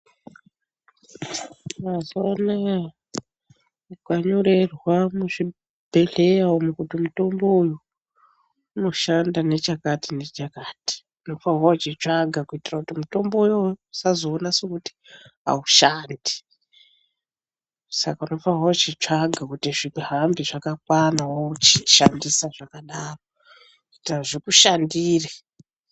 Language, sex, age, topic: Ndau, female, 36-49, health